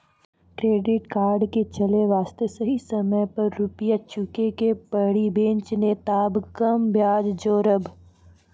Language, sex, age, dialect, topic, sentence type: Maithili, female, 41-45, Angika, banking, question